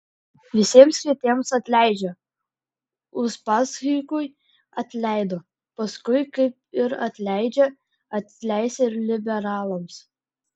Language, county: Lithuanian, Klaipėda